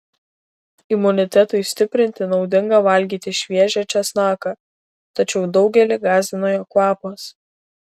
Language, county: Lithuanian, Kaunas